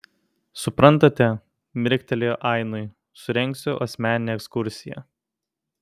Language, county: Lithuanian, Kaunas